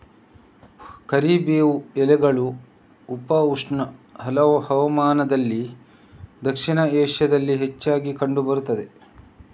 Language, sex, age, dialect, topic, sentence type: Kannada, male, 25-30, Coastal/Dakshin, agriculture, statement